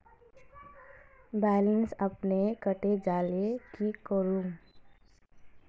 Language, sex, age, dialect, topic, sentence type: Magahi, female, 18-24, Northeastern/Surjapuri, banking, question